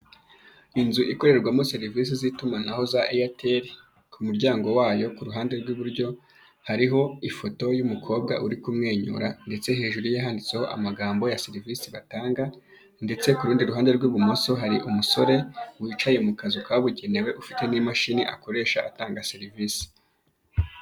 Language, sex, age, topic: Kinyarwanda, male, 25-35, finance